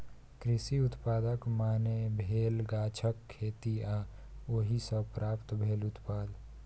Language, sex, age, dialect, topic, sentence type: Maithili, male, 18-24, Bajjika, agriculture, statement